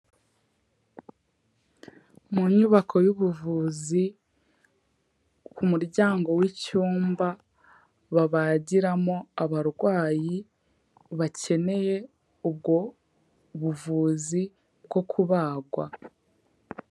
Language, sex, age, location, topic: Kinyarwanda, female, 18-24, Kigali, health